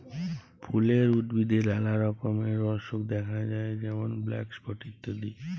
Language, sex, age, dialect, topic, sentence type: Bengali, male, 25-30, Jharkhandi, agriculture, statement